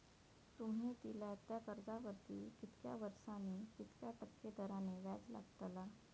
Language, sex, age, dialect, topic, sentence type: Marathi, female, 18-24, Southern Konkan, banking, question